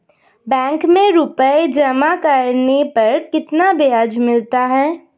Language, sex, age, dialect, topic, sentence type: Hindi, female, 25-30, Hindustani Malvi Khadi Boli, banking, question